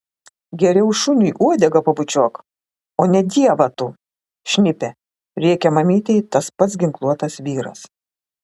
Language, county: Lithuanian, Klaipėda